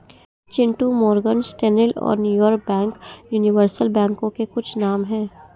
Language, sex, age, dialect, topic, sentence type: Hindi, female, 60-100, Marwari Dhudhari, banking, statement